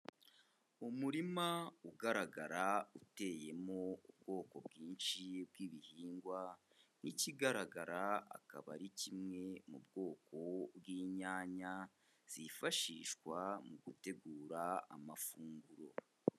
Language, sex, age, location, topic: Kinyarwanda, male, 25-35, Kigali, agriculture